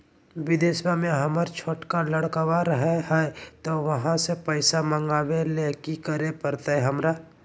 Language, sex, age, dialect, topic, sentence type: Magahi, male, 25-30, Southern, banking, question